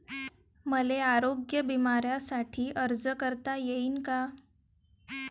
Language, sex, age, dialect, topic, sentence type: Marathi, female, 18-24, Varhadi, banking, question